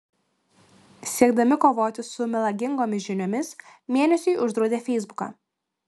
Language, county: Lithuanian, Klaipėda